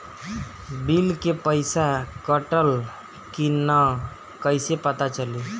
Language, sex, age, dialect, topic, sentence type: Bhojpuri, male, 51-55, Northern, banking, question